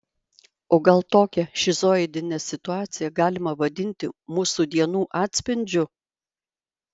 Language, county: Lithuanian, Vilnius